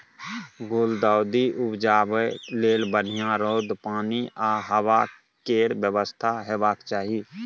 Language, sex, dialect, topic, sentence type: Maithili, male, Bajjika, agriculture, statement